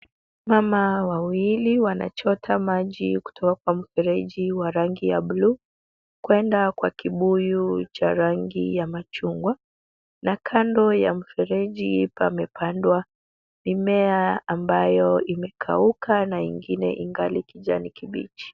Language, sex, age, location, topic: Swahili, female, 25-35, Kisumu, health